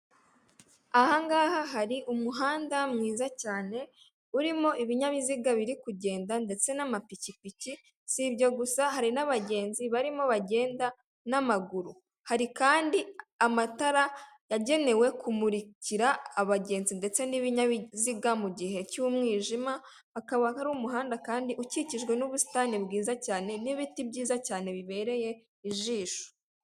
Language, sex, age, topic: Kinyarwanda, female, 36-49, government